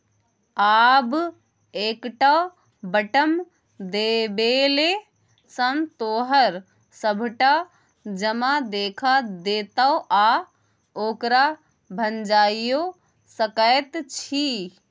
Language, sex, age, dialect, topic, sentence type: Maithili, female, 25-30, Bajjika, banking, statement